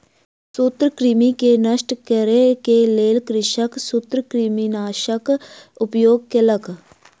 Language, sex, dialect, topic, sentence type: Maithili, female, Southern/Standard, agriculture, statement